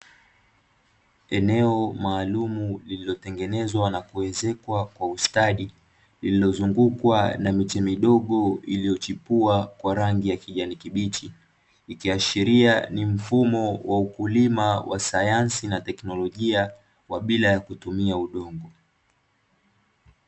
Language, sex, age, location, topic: Swahili, male, 18-24, Dar es Salaam, agriculture